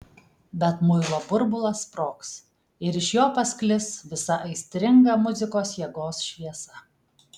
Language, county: Lithuanian, Kaunas